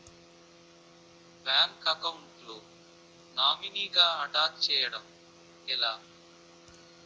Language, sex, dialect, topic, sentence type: Telugu, male, Utterandhra, banking, question